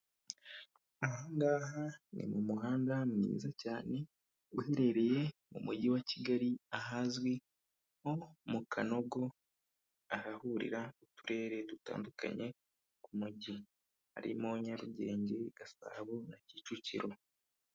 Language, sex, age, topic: Kinyarwanda, male, 25-35, government